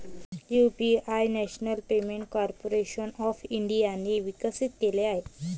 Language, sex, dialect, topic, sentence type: Marathi, female, Varhadi, banking, statement